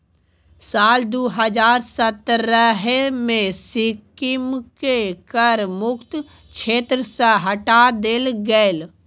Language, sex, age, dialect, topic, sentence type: Maithili, male, 18-24, Bajjika, banking, statement